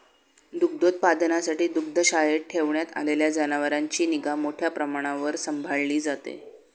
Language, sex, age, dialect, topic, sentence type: Marathi, male, 56-60, Standard Marathi, agriculture, statement